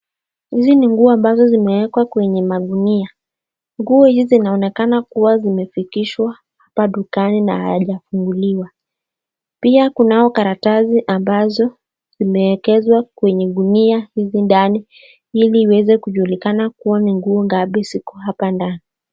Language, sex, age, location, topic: Swahili, female, 25-35, Nakuru, finance